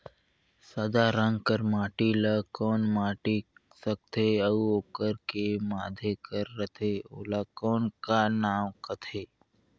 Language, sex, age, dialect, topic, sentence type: Chhattisgarhi, male, 60-100, Northern/Bhandar, agriculture, question